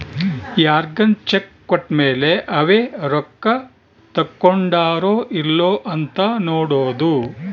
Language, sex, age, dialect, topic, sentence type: Kannada, male, 60-100, Central, banking, statement